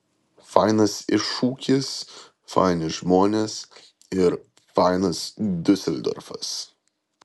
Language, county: Lithuanian, Vilnius